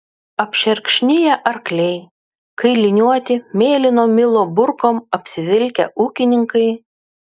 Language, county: Lithuanian, Utena